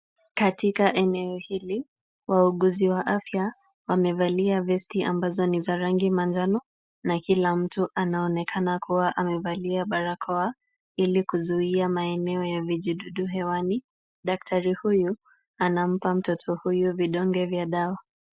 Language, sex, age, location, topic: Swahili, female, 18-24, Kisumu, health